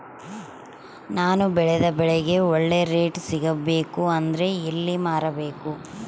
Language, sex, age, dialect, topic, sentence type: Kannada, female, 36-40, Central, agriculture, question